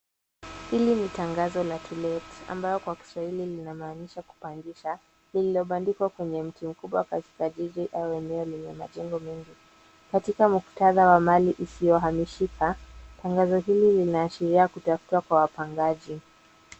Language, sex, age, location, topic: Swahili, female, 18-24, Nairobi, finance